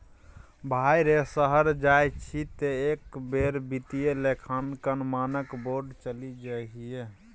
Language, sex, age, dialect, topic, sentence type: Maithili, male, 18-24, Bajjika, banking, statement